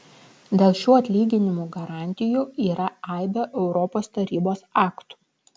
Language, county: Lithuanian, Klaipėda